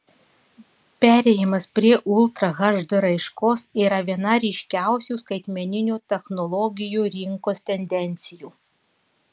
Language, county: Lithuanian, Klaipėda